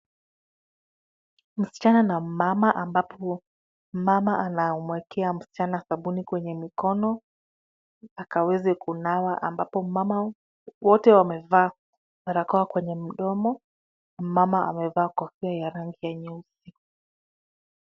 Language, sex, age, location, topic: Swahili, female, 25-35, Kisumu, health